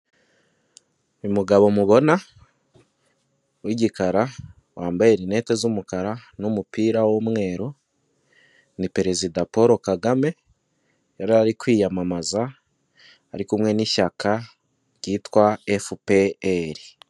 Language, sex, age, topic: Kinyarwanda, male, 18-24, government